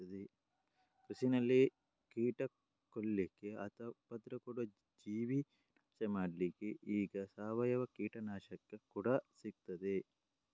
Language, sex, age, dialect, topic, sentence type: Kannada, male, 18-24, Coastal/Dakshin, agriculture, statement